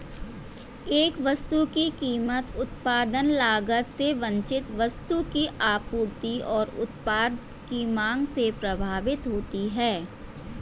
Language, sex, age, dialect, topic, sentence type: Hindi, female, 41-45, Hindustani Malvi Khadi Boli, banking, statement